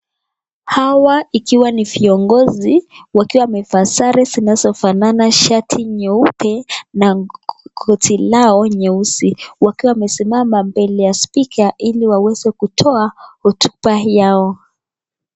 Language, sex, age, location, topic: Swahili, female, 25-35, Nakuru, government